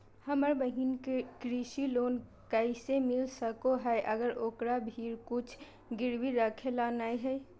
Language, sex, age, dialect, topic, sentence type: Magahi, female, 18-24, Southern, agriculture, statement